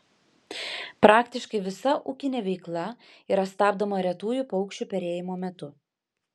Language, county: Lithuanian, Panevėžys